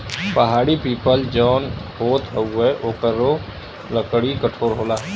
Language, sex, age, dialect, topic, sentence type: Bhojpuri, male, 25-30, Western, agriculture, statement